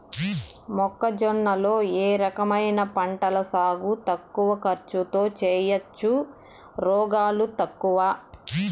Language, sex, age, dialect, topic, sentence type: Telugu, male, 46-50, Southern, agriculture, question